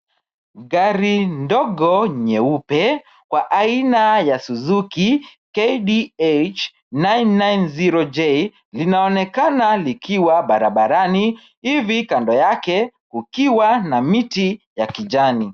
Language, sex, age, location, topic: Swahili, male, 25-35, Kisumu, finance